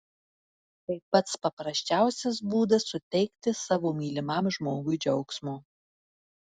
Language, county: Lithuanian, Marijampolė